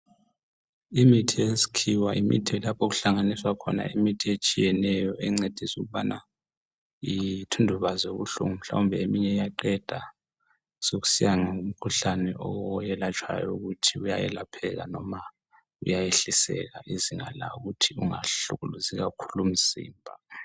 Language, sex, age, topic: North Ndebele, male, 36-49, health